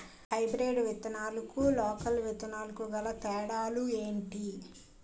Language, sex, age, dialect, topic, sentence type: Telugu, female, 18-24, Utterandhra, agriculture, question